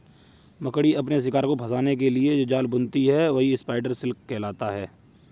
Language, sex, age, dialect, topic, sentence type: Hindi, male, 56-60, Kanauji Braj Bhasha, agriculture, statement